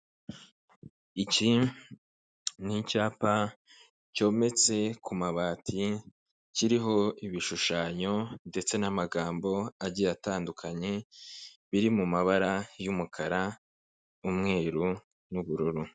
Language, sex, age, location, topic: Kinyarwanda, male, 25-35, Kigali, government